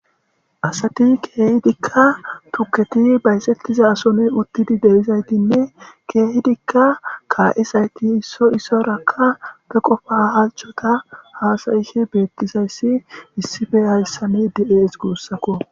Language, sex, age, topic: Gamo, male, 18-24, government